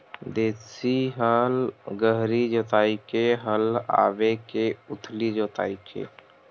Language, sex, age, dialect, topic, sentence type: Chhattisgarhi, male, 18-24, Western/Budati/Khatahi, agriculture, question